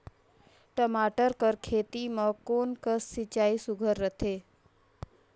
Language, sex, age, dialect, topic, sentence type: Chhattisgarhi, female, 46-50, Northern/Bhandar, agriculture, question